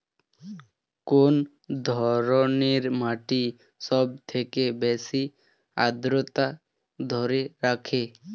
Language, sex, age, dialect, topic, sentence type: Bengali, male, 18-24, Standard Colloquial, agriculture, statement